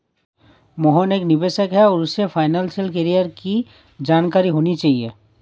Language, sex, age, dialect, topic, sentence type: Hindi, male, 31-35, Awadhi Bundeli, banking, statement